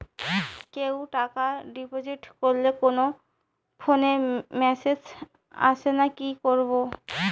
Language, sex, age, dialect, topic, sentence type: Bengali, female, 25-30, Rajbangshi, banking, question